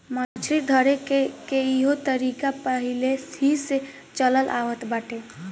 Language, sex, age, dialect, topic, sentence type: Bhojpuri, female, <18, Southern / Standard, agriculture, statement